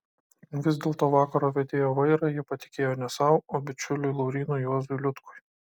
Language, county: Lithuanian, Kaunas